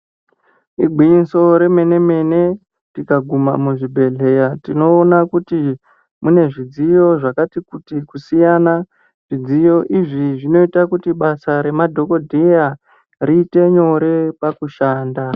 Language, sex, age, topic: Ndau, female, 36-49, health